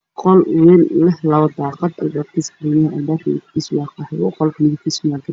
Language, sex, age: Somali, male, 18-24